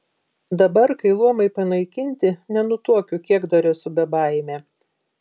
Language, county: Lithuanian, Vilnius